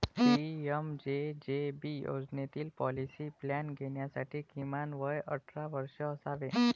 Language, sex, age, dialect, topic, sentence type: Marathi, male, 25-30, Varhadi, banking, statement